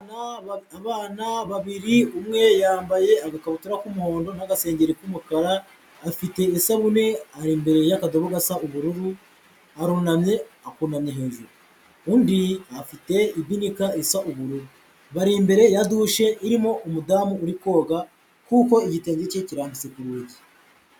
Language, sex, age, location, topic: Kinyarwanda, male, 18-24, Huye, health